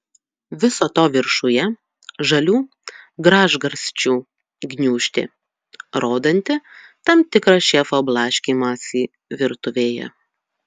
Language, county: Lithuanian, Utena